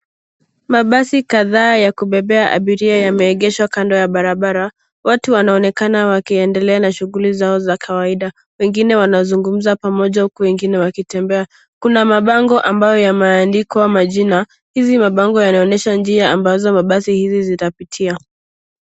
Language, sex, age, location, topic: Swahili, female, 18-24, Nairobi, government